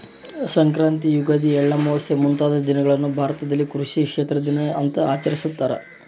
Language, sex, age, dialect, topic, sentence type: Kannada, male, 18-24, Central, agriculture, statement